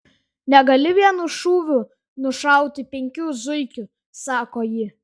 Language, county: Lithuanian, Šiauliai